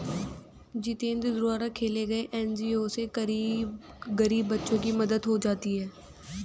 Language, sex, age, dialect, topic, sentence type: Hindi, female, 18-24, Hindustani Malvi Khadi Boli, banking, statement